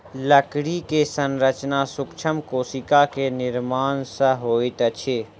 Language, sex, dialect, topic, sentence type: Maithili, male, Southern/Standard, agriculture, statement